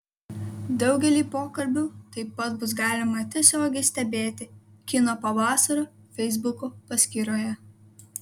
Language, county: Lithuanian, Kaunas